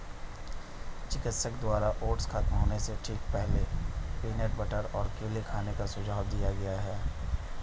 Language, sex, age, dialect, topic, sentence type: Hindi, male, 31-35, Hindustani Malvi Khadi Boli, agriculture, statement